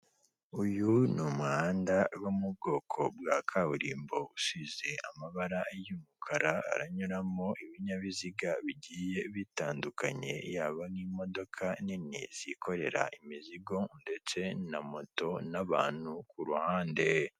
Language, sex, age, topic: Kinyarwanda, female, 18-24, government